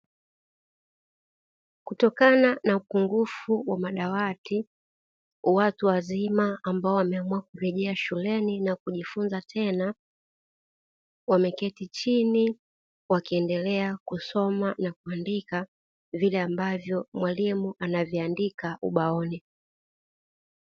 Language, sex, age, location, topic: Swahili, female, 36-49, Dar es Salaam, education